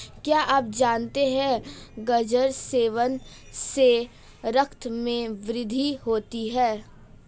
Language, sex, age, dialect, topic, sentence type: Hindi, female, 18-24, Marwari Dhudhari, agriculture, statement